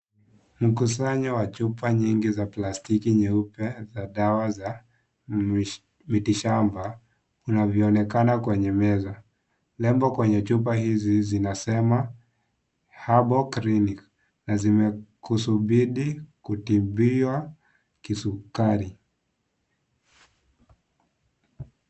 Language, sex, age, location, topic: Swahili, male, 18-24, Kisii, health